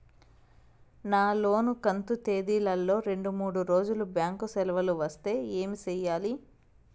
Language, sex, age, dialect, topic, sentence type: Telugu, female, 25-30, Southern, banking, question